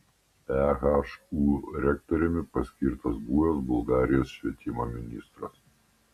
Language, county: Lithuanian, Panevėžys